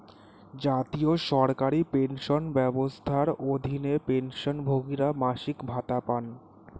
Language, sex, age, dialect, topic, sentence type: Bengali, male, 18-24, Standard Colloquial, banking, statement